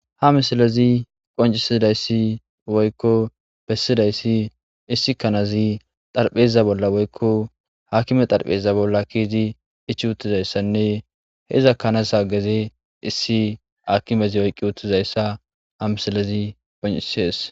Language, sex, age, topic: Gamo, male, 18-24, agriculture